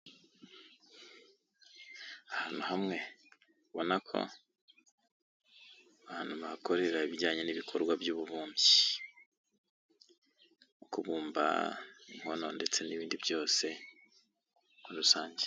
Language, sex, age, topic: Kinyarwanda, male, 25-35, education